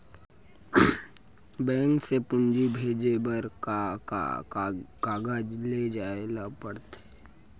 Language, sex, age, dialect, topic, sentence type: Chhattisgarhi, male, 18-24, Central, banking, question